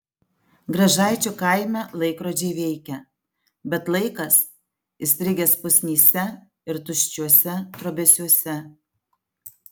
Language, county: Lithuanian, Alytus